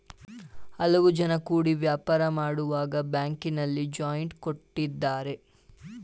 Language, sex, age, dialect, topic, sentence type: Kannada, male, 18-24, Mysore Kannada, banking, statement